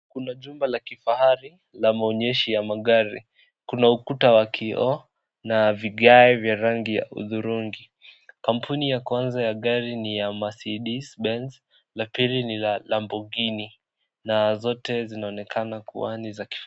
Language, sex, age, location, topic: Swahili, male, 18-24, Kisii, finance